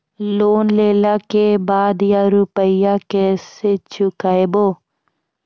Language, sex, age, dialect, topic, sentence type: Maithili, female, 41-45, Angika, banking, question